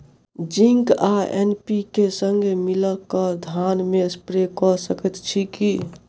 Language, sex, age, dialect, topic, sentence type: Maithili, male, 18-24, Southern/Standard, agriculture, question